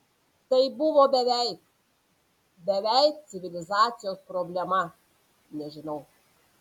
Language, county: Lithuanian, Panevėžys